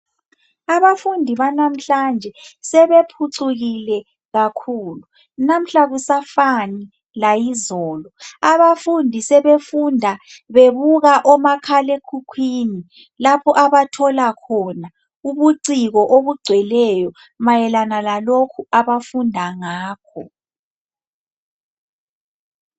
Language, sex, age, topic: North Ndebele, female, 50+, education